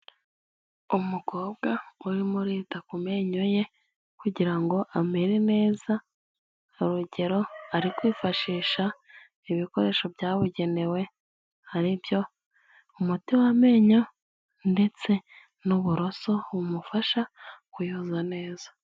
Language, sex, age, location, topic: Kinyarwanda, female, 18-24, Kigali, health